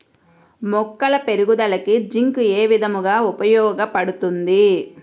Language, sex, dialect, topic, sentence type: Telugu, female, Central/Coastal, agriculture, question